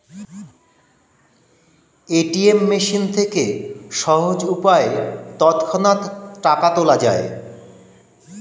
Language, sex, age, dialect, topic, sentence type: Bengali, male, 51-55, Standard Colloquial, banking, statement